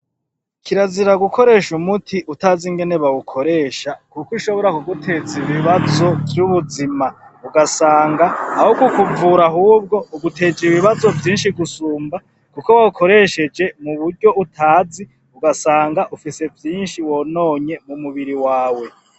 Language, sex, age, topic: Rundi, male, 36-49, agriculture